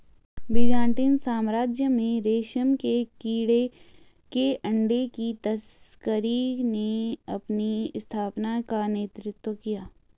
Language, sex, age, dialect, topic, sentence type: Hindi, female, 18-24, Garhwali, agriculture, statement